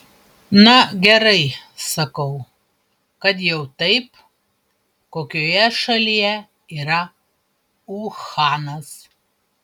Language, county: Lithuanian, Panevėžys